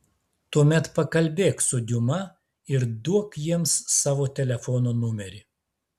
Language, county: Lithuanian, Klaipėda